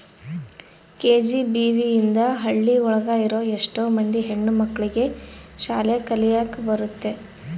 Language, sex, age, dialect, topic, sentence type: Kannada, female, 18-24, Central, banking, statement